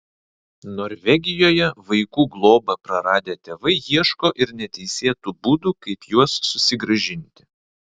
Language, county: Lithuanian, Vilnius